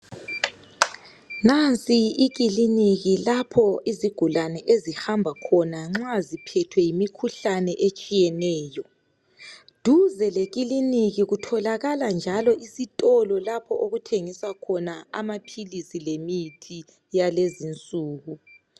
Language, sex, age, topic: North Ndebele, female, 25-35, health